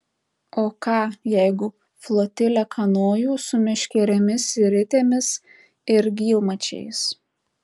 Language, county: Lithuanian, Tauragė